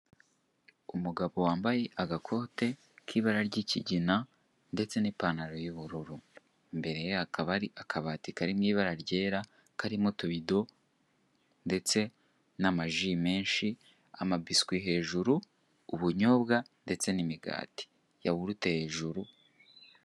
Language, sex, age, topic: Kinyarwanda, male, 18-24, finance